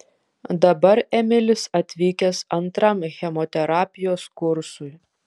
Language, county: Lithuanian, Vilnius